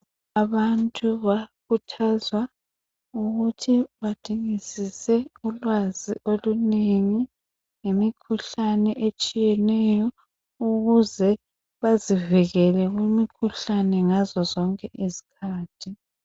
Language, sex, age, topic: North Ndebele, male, 50+, health